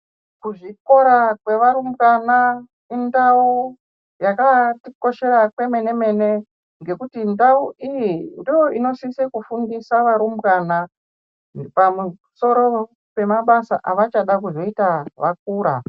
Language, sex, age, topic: Ndau, male, 25-35, education